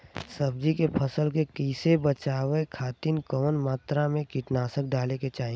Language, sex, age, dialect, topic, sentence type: Bhojpuri, female, 18-24, Western, agriculture, question